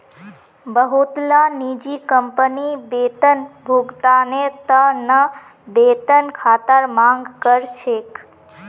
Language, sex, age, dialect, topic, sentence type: Magahi, female, 18-24, Northeastern/Surjapuri, banking, statement